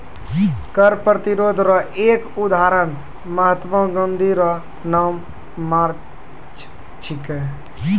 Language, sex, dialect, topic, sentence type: Maithili, male, Angika, banking, statement